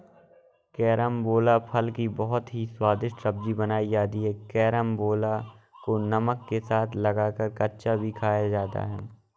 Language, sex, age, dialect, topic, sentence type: Hindi, male, 18-24, Awadhi Bundeli, agriculture, statement